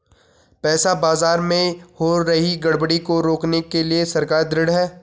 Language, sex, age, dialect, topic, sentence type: Hindi, male, 18-24, Garhwali, banking, statement